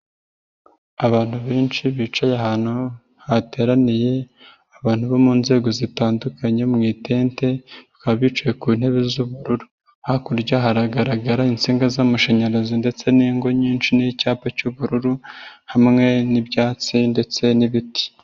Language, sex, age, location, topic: Kinyarwanda, female, 25-35, Nyagatare, government